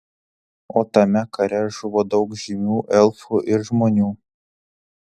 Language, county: Lithuanian, Telšiai